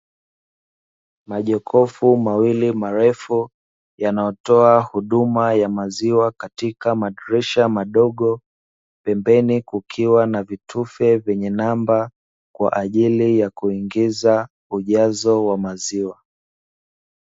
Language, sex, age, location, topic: Swahili, male, 25-35, Dar es Salaam, finance